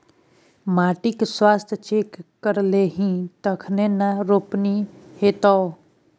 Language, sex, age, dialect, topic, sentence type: Maithili, male, 18-24, Bajjika, agriculture, statement